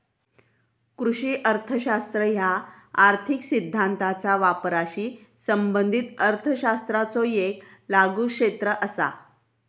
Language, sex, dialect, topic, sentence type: Marathi, female, Southern Konkan, banking, statement